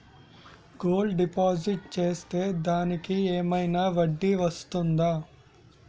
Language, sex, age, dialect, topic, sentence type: Telugu, male, 18-24, Utterandhra, banking, question